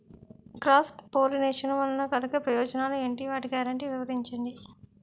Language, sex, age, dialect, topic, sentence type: Telugu, female, 36-40, Utterandhra, agriculture, question